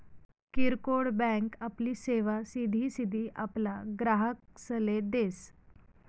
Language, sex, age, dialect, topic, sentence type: Marathi, female, 31-35, Northern Konkan, banking, statement